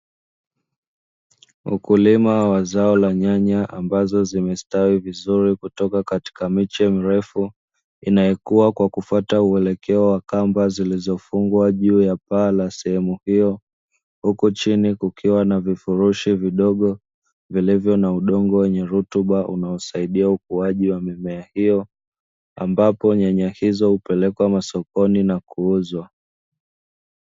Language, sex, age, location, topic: Swahili, male, 25-35, Dar es Salaam, agriculture